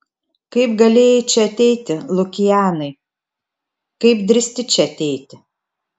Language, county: Lithuanian, Telšiai